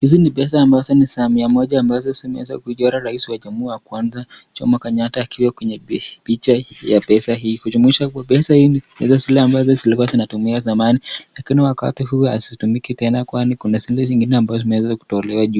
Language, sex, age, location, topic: Swahili, male, 36-49, Nakuru, finance